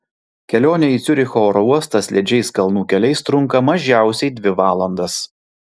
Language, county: Lithuanian, Vilnius